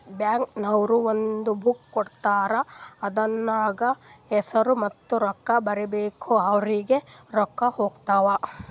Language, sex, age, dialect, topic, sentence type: Kannada, female, 31-35, Northeastern, banking, statement